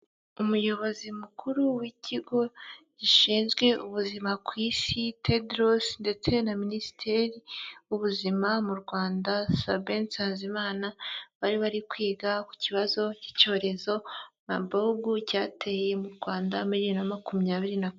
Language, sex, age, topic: Kinyarwanda, female, 25-35, health